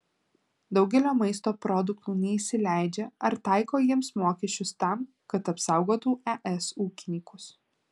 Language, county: Lithuanian, Alytus